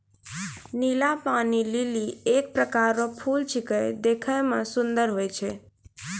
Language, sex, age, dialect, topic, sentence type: Maithili, female, 25-30, Angika, agriculture, statement